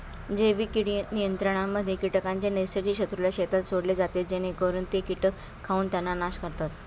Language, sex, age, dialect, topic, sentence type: Marathi, female, 41-45, Standard Marathi, agriculture, statement